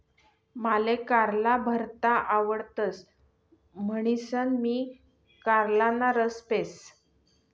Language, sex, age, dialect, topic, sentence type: Marathi, female, 41-45, Northern Konkan, agriculture, statement